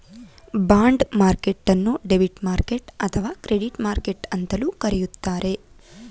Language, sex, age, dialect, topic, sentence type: Kannada, female, 18-24, Mysore Kannada, banking, statement